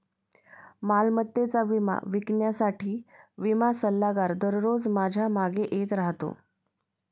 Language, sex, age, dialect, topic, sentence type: Marathi, female, 25-30, Standard Marathi, banking, statement